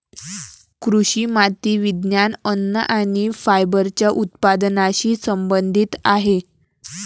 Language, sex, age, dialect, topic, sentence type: Marathi, female, 18-24, Varhadi, agriculture, statement